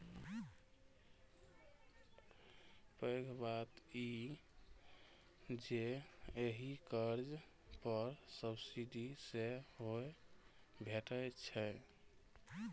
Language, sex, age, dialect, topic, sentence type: Maithili, male, 25-30, Eastern / Thethi, agriculture, statement